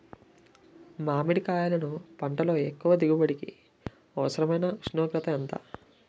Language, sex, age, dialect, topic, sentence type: Telugu, male, 18-24, Utterandhra, agriculture, question